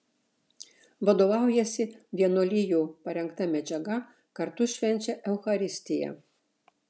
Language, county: Lithuanian, Šiauliai